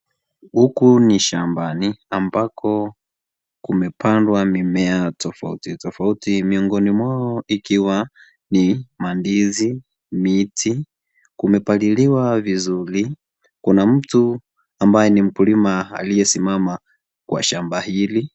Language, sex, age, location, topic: Swahili, male, 18-24, Kisii, agriculture